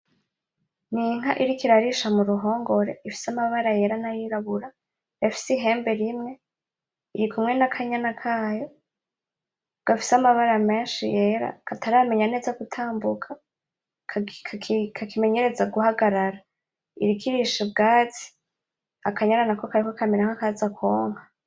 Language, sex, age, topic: Rundi, female, 18-24, agriculture